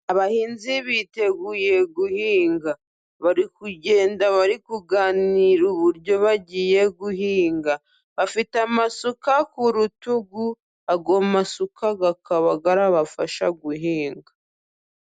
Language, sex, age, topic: Kinyarwanda, female, 25-35, agriculture